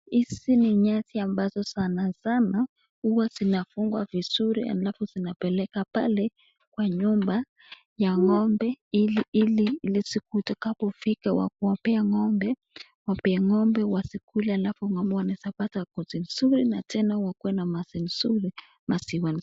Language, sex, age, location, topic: Swahili, female, 18-24, Nakuru, agriculture